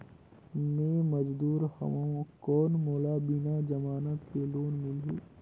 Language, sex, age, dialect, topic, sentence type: Chhattisgarhi, male, 18-24, Northern/Bhandar, banking, question